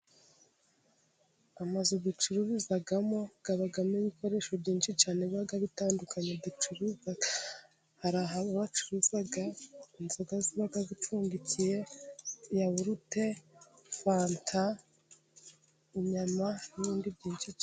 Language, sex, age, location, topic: Kinyarwanda, female, 18-24, Musanze, finance